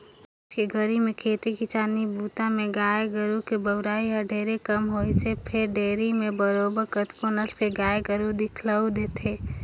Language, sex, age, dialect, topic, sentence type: Chhattisgarhi, female, 18-24, Northern/Bhandar, agriculture, statement